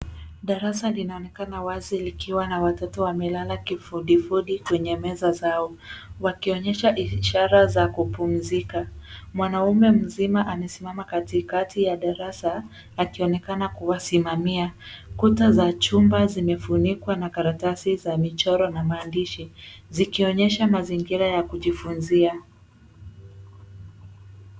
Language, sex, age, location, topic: Swahili, female, 25-35, Nairobi, education